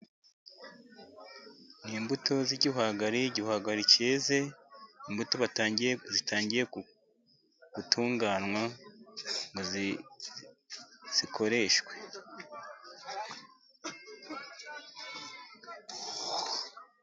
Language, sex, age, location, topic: Kinyarwanda, male, 50+, Musanze, agriculture